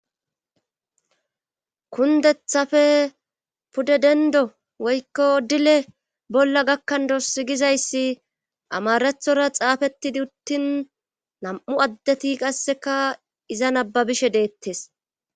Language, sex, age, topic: Gamo, female, 25-35, government